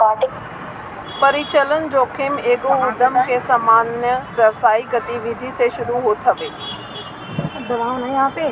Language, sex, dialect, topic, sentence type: Bhojpuri, female, Northern, banking, statement